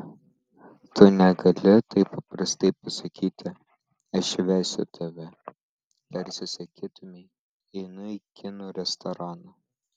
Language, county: Lithuanian, Vilnius